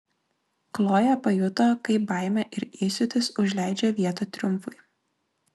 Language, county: Lithuanian, Klaipėda